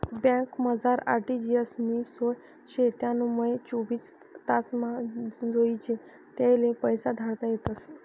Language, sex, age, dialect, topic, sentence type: Marathi, female, 51-55, Northern Konkan, banking, statement